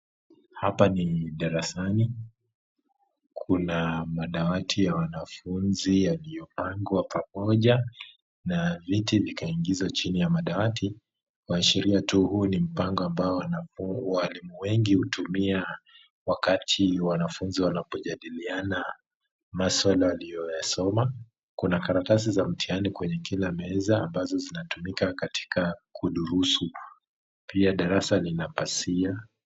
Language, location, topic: Swahili, Kisumu, education